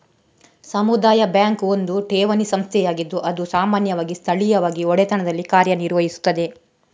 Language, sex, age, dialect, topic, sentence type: Kannada, female, 31-35, Coastal/Dakshin, banking, statement